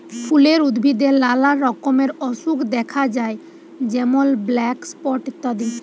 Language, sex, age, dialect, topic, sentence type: Bengali, female, 18-24, Jharkhandi, agriculture, statement